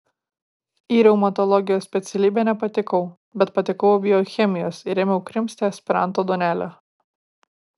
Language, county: Lithuanian, Kaunas